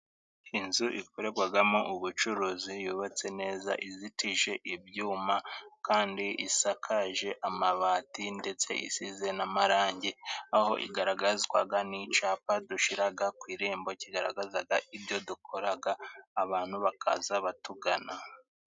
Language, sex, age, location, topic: Kinyarwanda, male, 25-35, Musanze, finance